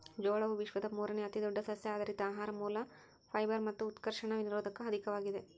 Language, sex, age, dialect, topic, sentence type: Kannada, female, 51-55, Central, agriculture, statement